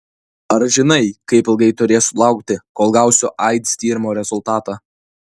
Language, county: Lithuanian, Kaunas